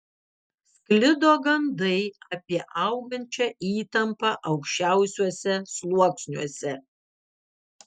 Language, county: Lithuanian, Vilnius